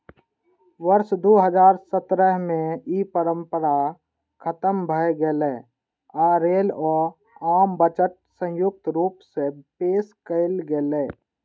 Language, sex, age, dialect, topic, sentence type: Maithili, male, 18-24, Eastern / Thethi, banking, statement